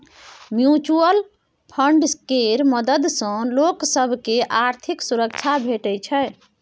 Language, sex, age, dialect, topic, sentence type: Maithili, female, 18-24, Bajjika, banking, statement